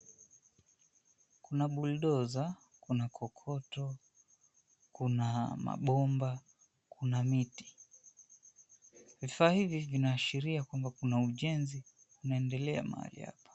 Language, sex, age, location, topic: Swahili, male, 25-35, Mombasa, government